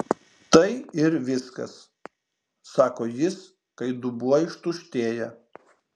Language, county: Lithuanian, Šiauliai